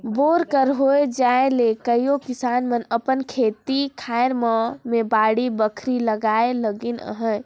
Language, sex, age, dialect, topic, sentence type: Chhattisgarhi, male, 56-60, Northern/Bhandar, agriculture, statement